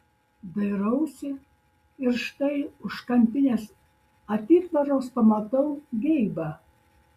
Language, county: Lithuanian, Šiauliai